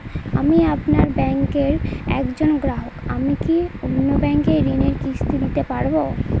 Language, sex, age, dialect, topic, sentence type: Bengali, female, 18-24, Northern/Varendri, banking, question